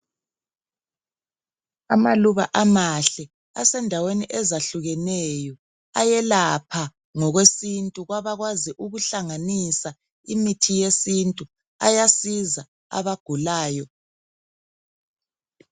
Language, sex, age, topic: North Ndebele, male, 50+, health